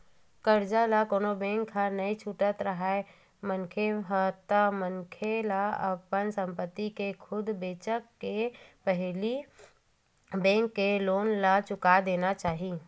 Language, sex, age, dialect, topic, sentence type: Chhattisgarhi, female, 31-35, Western/Budati/Khatahi, banking, statement